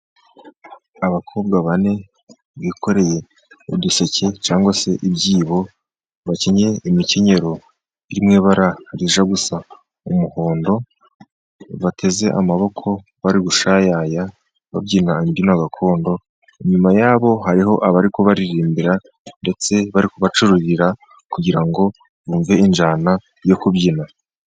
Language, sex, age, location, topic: Kinyarwanda, male, 18-24, Musanze, government